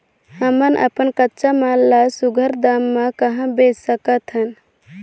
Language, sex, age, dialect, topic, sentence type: Chhattisgarhi, female, 18-24, Northern/Bhandar, agriculture, question